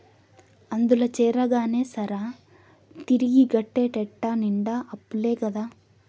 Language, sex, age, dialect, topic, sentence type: Telugu, female, 18-24, Southern, agriculture, statement